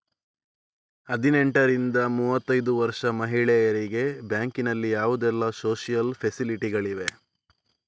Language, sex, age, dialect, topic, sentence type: Kannada, male, 25-30, Coastal/Dakshin, banking, question